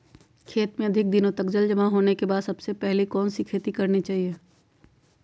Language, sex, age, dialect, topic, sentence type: Magahi, female, 18-24, Western, agriculture, question